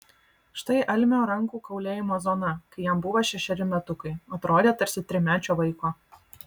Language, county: Lithuanian, Vilnius